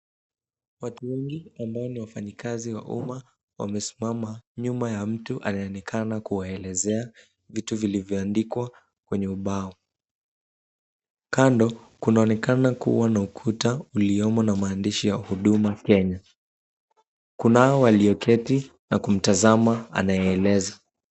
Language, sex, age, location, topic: Swahili, male, 18-24, Kisumu, government